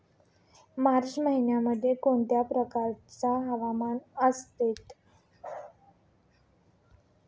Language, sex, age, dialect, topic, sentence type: Marathi, female, 25-30, Standard Marathi, agriculture, question